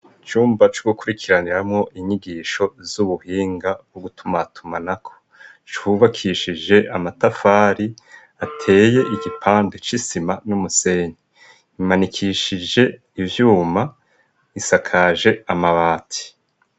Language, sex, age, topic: Rundi, male, 50+, education